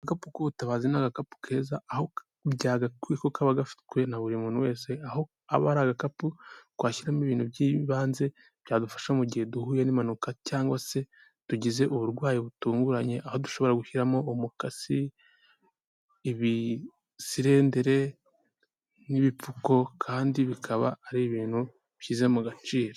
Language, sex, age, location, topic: Kinyarwanda, male, 18-24, Kigali, health